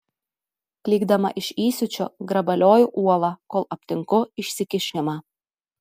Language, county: Lithuanian, Telšiai